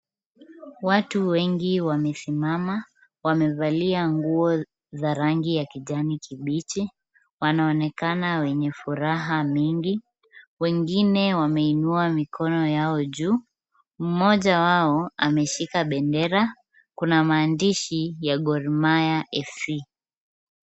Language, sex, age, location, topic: Swahili, female, 25-35, Kisumu, government